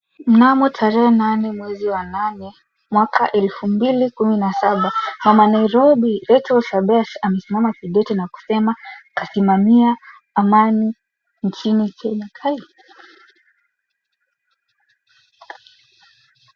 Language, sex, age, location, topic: Swahili, female, 18-24, Kisii, government